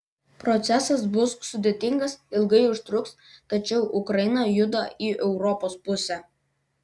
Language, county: Lithuanian, Vilnius